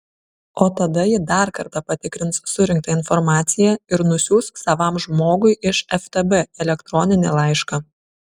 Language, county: Lithuanian, Šiauliai